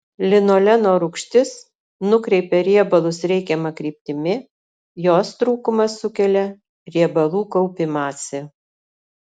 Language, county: Lithuanian, Alytus